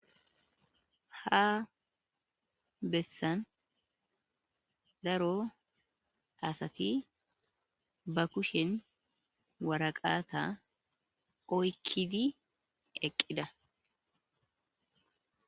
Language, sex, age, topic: Gamo, female, 25-35, agriculture